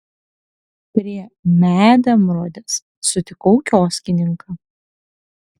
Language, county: Lithuanian, Kaunas